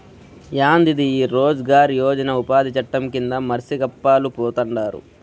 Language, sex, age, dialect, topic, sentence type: Telugu, male, 25-30, Southern, banking, statement